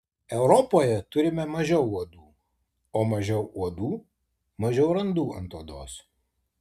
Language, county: Lithuanian, Tauragė